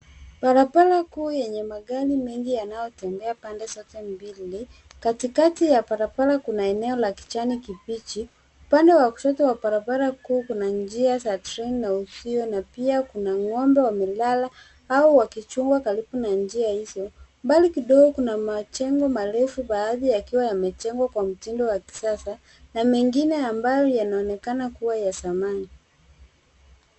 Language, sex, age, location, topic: Swahili, female, 36-49, Nairobi, government